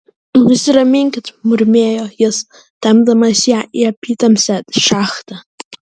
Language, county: Lithuanian, Vilnius